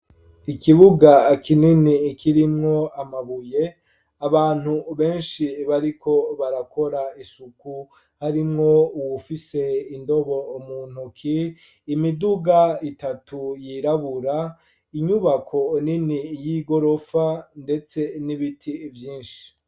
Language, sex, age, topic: Rundi, male, 25-35, education